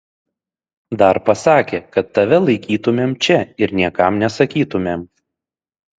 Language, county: Lithuanian, Šiauliai